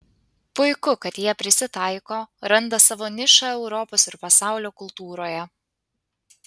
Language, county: Lithuanian, Panevėžys